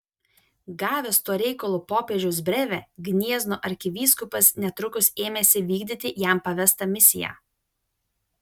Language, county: Lithuanian, Vilnius